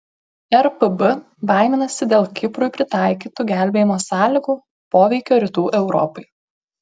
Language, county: Lithuanian, Klaipėda